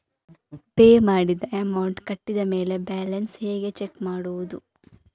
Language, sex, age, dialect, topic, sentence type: Kannada, female, 25-30, Coastal/Dakshin, banking, question